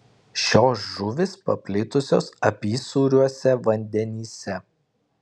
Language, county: Lithuanian, Kaunas